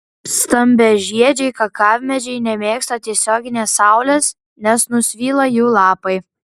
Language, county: Lithuanian, Klaipėda